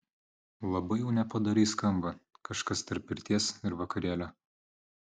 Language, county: Lithuanian, Vilnius